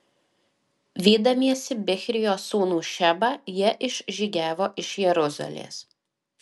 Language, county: Lithuanian, Alytus